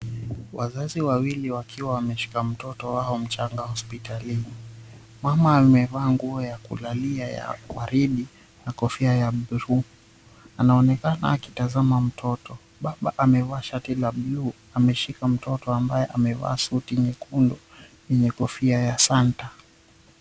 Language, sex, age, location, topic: Swahili, male, 25-35, Mombasa, health